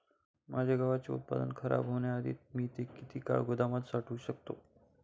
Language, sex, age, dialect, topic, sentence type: Marathi, male, 25-30, Standard Marathi, agriculture, question